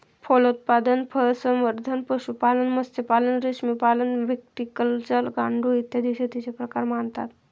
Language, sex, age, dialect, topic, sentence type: Marathi, male, 51-55, Standard Marathi, agriculture, statement